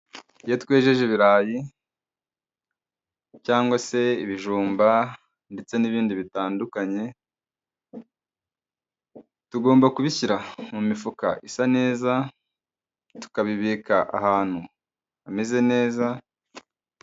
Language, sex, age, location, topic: Kinyarwanda, male, 25-35, Kigali, agriculture